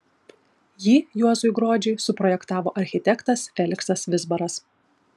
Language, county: Lithuanian, Kaunas